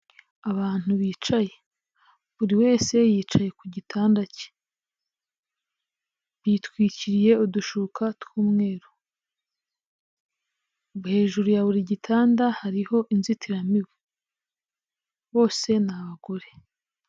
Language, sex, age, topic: Kinyarwanda, female, 18-24, health